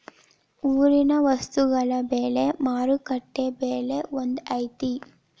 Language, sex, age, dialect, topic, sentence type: Kannada, female, 18-24, Dharwad Kannada, agriculture, question